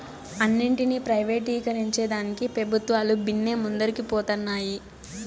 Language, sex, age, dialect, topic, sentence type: Telugu, female, 18-24, Southern, banking, statement